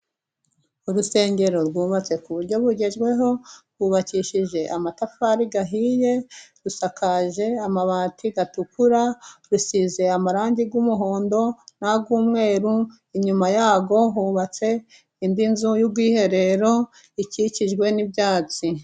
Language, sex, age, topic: Kinyarwanda, female, 25-35, government